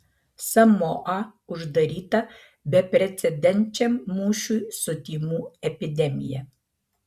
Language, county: Lithuanian, Marijampolė